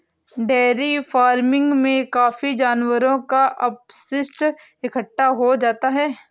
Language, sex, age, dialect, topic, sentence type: Hindi, female, 18-24, Marwari Dhudhari, agriculture, statement